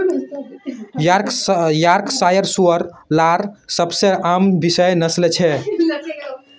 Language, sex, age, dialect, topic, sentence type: Magahi, female, 18-24, Northeastern/Surjapuri, agriculture, statement